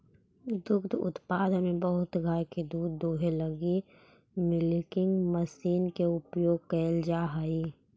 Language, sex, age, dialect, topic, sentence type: Magahi, female, 25-30, Central/Standard, banking, statement